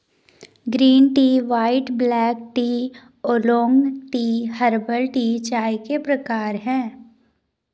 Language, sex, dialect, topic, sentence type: Hindi, female, Garhwali, agriculture, statement